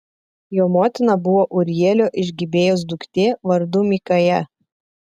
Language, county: Lithuanian, Telšiai